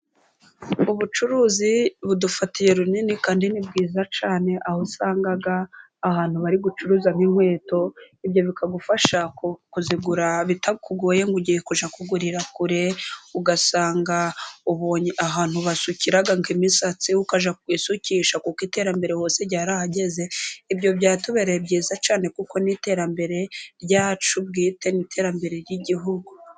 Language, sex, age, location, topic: Kinyarwanda, female, 25-35, Burera, finance